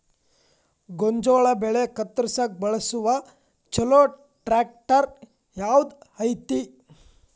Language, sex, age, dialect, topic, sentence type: Kannada, male, 18-24, Dharwad Kannada, agriculture, question